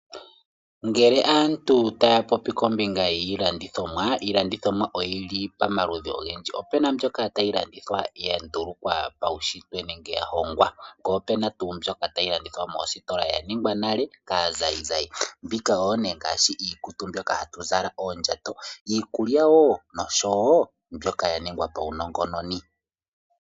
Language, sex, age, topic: Oshiwambo, male, 18-24, finance